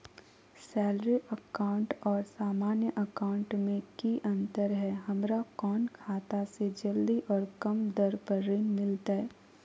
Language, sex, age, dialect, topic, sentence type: Magahi, female, 18-24, Southern, banking, question